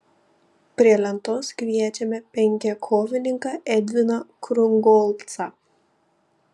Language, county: Lithuanian, Panevėžys